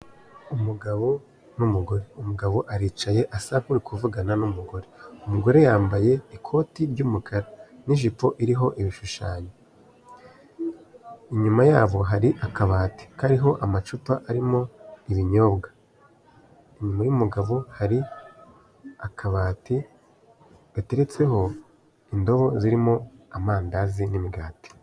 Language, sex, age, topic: Kinyarwanda, male, 18-24, finance